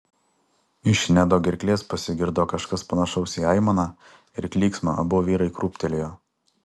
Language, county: Lithuanian, Alytus